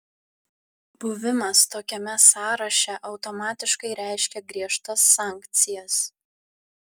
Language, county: Lithuanian, Vilnius